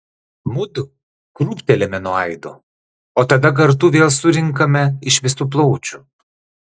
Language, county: Lithuanian, Klaipėda